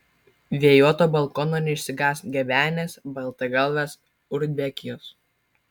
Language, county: Lithuanian, Kaunas